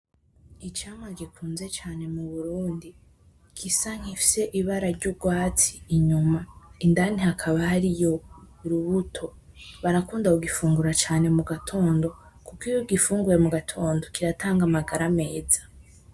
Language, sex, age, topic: Rundi, female, 18-24, agriculture